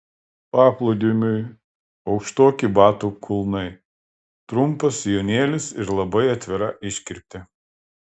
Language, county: Lithuanian, Klaipėda